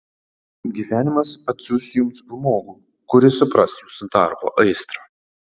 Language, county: Lithuanian, Panevėžys